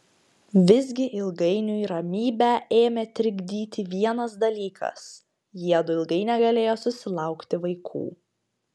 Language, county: Lithuanian, Panevėžys